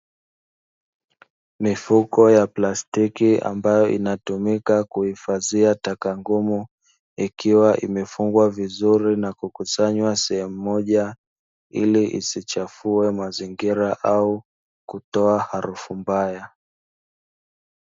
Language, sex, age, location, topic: Swahili, male, 25-35, Dar es Salaam, government